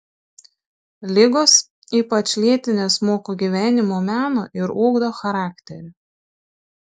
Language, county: Lithuanian, Šiauliai